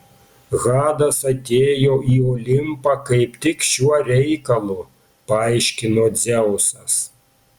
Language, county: Lithuanian, Panevėžys